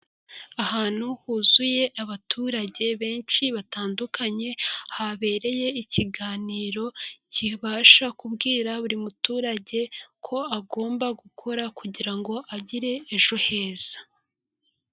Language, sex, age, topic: Kinyarwanda, female, 25-35, finance